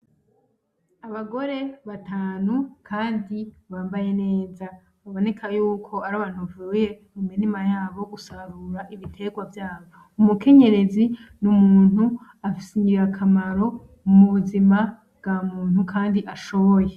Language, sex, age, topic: Rundi, female, 25-35, agriculture